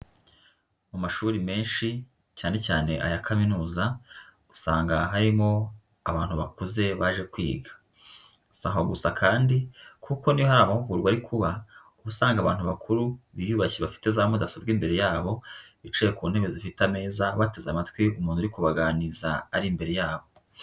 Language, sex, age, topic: Kinyarwanda, female, 25-35, education